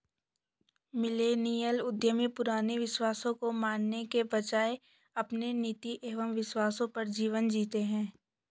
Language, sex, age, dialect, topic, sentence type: Hindi, male, 18-24, Hindustani Malvi Khadi Boli, banking, statement